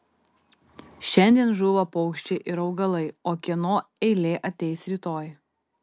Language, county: Lithuanian, Tauragė